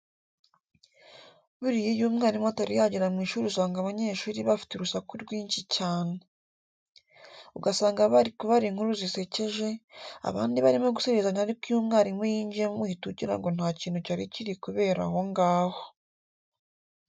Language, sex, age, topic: Kinyarwanda, female, 18-24, education